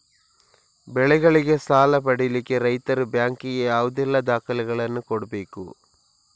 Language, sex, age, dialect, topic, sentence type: Kannada, male, 56-60, Coastal/Dakshin, agriculture, question